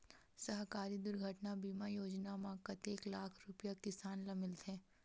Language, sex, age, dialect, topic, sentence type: Chhattisgarhi, female, 18-24, Western/Budati/Khatahi, agriculture, question